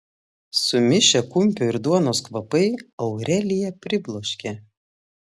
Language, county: Lithuanian, Klaipėda